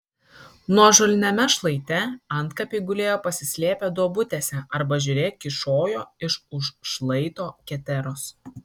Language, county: Lithuanian, Kaunas